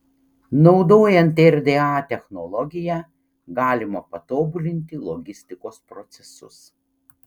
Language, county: Lithuanian, Panevėžys